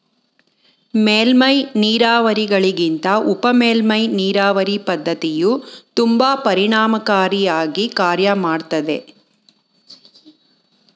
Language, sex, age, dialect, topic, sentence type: Kannada, female, 41-45, Mysore Kannada, agriculture, statement